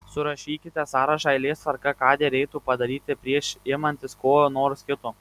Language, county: Lithuanian, Marijampolė